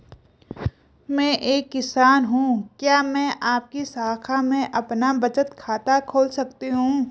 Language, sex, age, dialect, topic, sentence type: Hindi, female, 25-30, Garhwali, banking, question